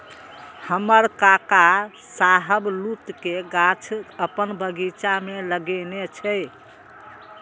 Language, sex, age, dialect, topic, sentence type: Maithili, female, 36-40, Eastern / Thethi, agriculture, statement